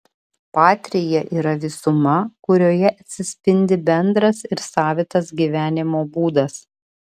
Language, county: Lithuanian, Vilnius